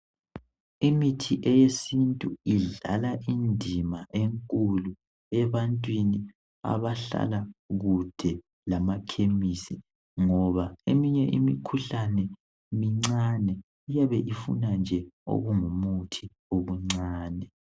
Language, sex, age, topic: North Ndebele, male, 18-24, health